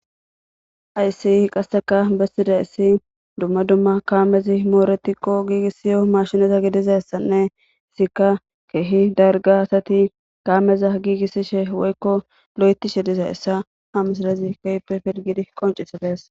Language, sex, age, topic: Gamo, female, 25-35, government